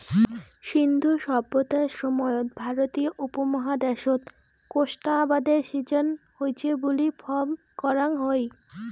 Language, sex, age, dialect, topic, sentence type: Bengali, female, 18-24, Rajbangshi, agriculture, statement